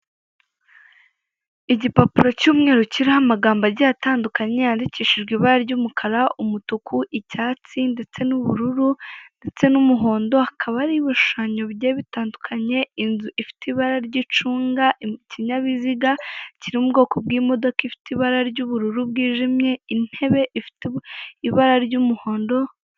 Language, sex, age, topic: Kinyarwanda, female, 18-24, finance